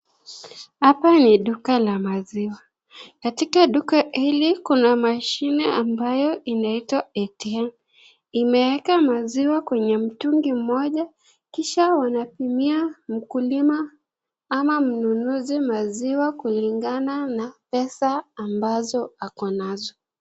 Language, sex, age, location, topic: Swahili, female, 25-35, Nakuru, finance